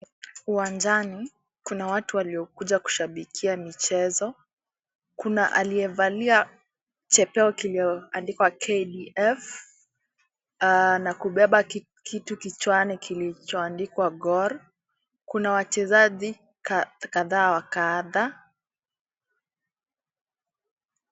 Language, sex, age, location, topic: Swahili, female, 18-24, Kisii, government